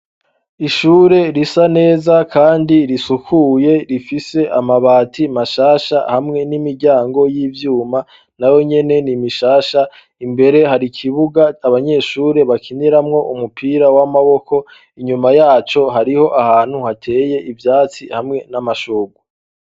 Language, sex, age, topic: Rundi, male, 25-35, education